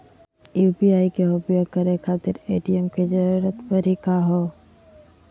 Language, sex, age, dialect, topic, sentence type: Magahi, female, 51-55, Southern, banking, question